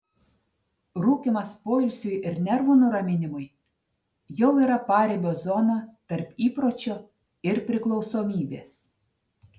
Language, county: Lithuanian, Telšiai